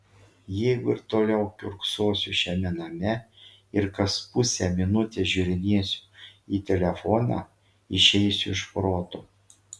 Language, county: Lithuanian, Šiauliai